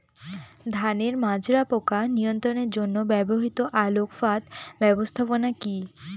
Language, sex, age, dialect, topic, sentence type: Bengali, female, 18-24, Northern/Varendri, agriculture, question